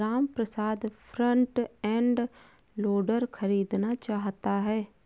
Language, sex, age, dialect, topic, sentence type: Hindi, female, 25-30, Awadhi Bundeli, agriculture, statement